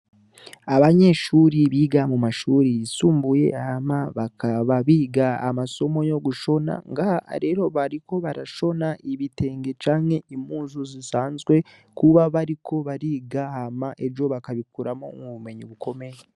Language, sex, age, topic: Rundi, male, 18-24, education